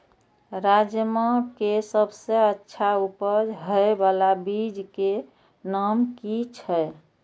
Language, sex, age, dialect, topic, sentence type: Maithili, female, 18-24, Eastern / Thethi, agriculture, question